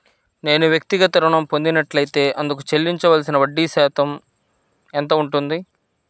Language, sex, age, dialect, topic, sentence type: Telugu, male, 25-30, Central/Coastal, banking, question